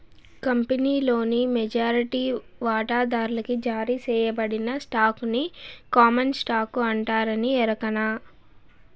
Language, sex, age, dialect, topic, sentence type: Telugu, female, 18-24, Southern, banking, statement